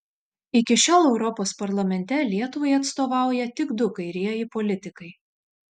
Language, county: Lithuanian, Šiauliai